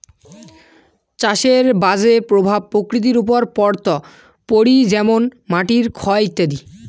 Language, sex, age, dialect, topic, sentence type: Bengali, male, 18-24, Rajbangshi, agriculture, statement